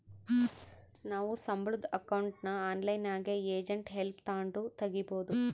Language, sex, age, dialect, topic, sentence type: Kannada, female, 31-35, Central, banking, statement